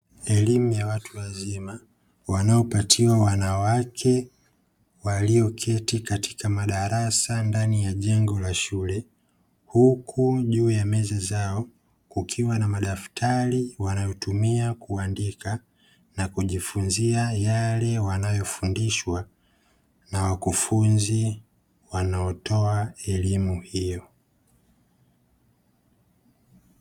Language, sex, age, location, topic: Swahili, female, 18-24, Dar es Salaam, education